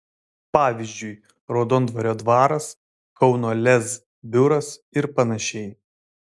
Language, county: Lithuanian, Vilnius